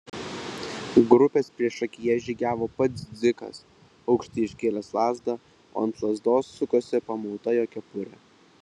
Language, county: Lithuanian, Vilnius